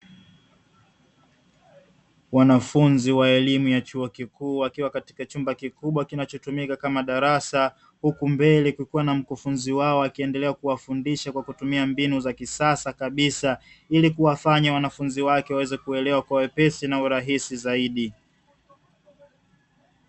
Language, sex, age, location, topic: Swahili, male, 25-35, Dar es Salaam, education